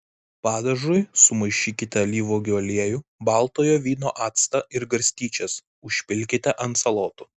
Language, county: Lithuanian, Vilnius